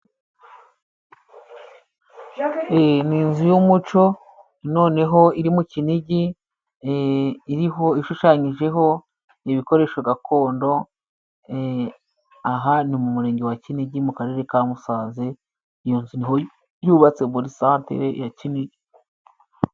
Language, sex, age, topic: Kinyarwanda, female, 36-49, finance